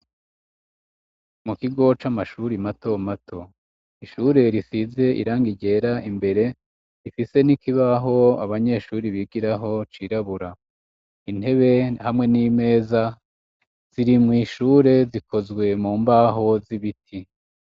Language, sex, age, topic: Rundi, female, 36-49, education